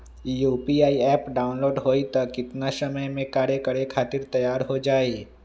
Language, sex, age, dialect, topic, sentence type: Magahi, male, 25-30, Western, banking, question